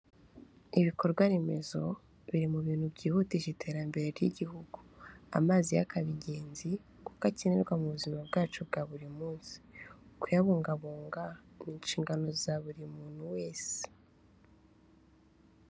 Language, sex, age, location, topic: Kinyarwanda, female, 25-35, Kigali, health